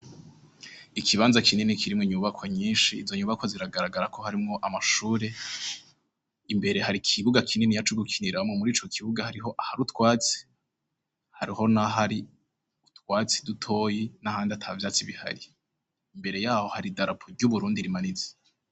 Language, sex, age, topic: Rundi, male, 18-24, education